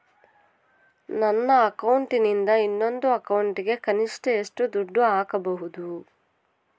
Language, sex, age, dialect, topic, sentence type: Kannada, female, 18-24, Central, banking, question